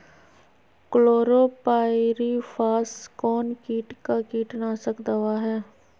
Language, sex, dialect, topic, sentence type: Magahi, female, Southern, agriculture, question